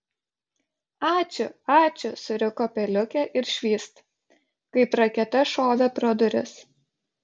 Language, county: Lithuanian, Šiauliai